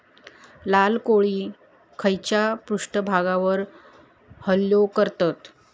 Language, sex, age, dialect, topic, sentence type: Marathi, female, 31-35, Southern Konkan, agriculture, question